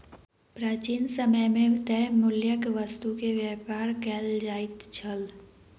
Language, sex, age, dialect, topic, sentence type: Maithili, female, 18-24, Southern/Standard, banking, statement